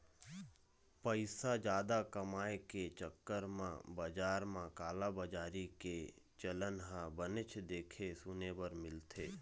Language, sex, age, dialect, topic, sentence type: Chhattisgarhi, male, 31-35, Eastern, banking, statement